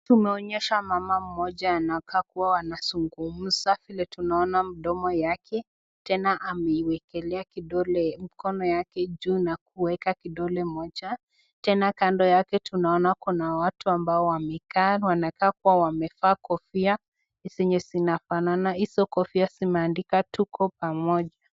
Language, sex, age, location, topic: Swahili, female, 18-24, Nakuru, government